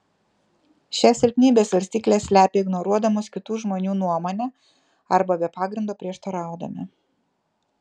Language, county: Lithuanian, Kaunas